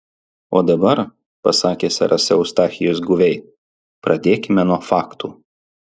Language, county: Lithuanian, Alytus